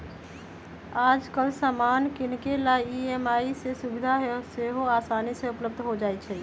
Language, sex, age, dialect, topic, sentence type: Magahi, female, 31-35, Western, banking, statement